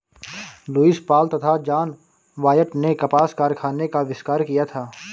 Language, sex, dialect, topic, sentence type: Hindi, male, Awadhi Bundeli, agriculture, statement